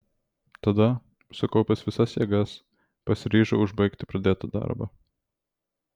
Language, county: Lithuanian, Vilnius